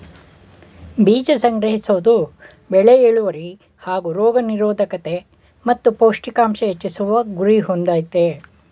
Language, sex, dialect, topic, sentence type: Kannada, male, Mysore Kannada, agriculture, statement